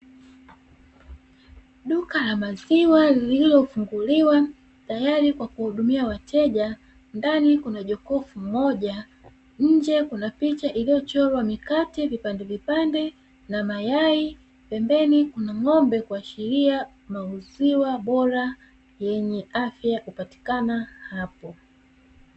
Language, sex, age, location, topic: Swahili, female, 36-49, Dar es Salaam, finance